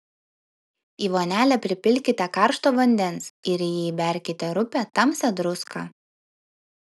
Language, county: Lithuanian, Vilnius